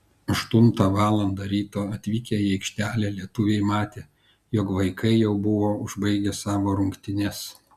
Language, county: Lithuanian, Kaunas